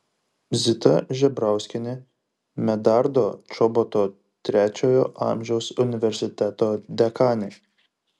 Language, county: Lithuanian, Šiauliai